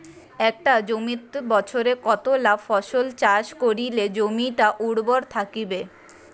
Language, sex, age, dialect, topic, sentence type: Bengali, female, 18-24, Rajbangshi, agriculture, question